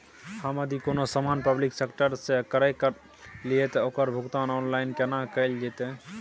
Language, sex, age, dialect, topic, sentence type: Maithili, male, 18-24, Bajjika, banking, question